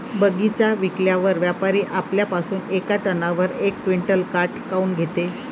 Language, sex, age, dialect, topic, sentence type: Marathi, female, 56-60, Varhadi, agriculture, question